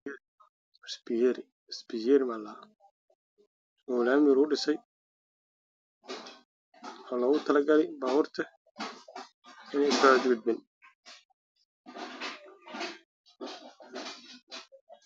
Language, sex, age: Somali, male, 18-24